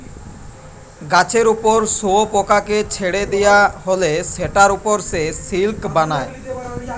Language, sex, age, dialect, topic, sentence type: Bengali, male, 18-24, Western, agriculture, statement